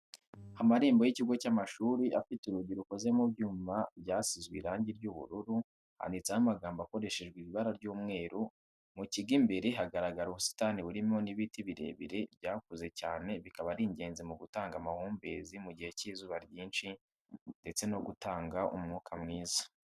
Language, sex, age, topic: Kinyarwanda, male, 18-24, education